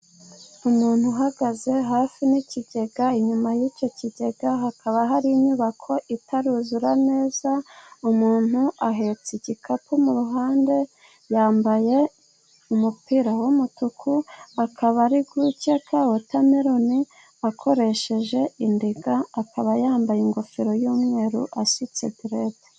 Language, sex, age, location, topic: Kinyarwanda, female, 25-35, Musanze, agriculture